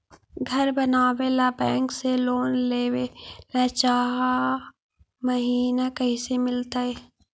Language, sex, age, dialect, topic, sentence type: Magahi, female, 56-60, Central/Standard, banking, question